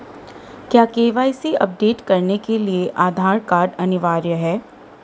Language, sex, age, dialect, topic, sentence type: Hindi, female, 31-35, Marwari Dhudhari, banking, question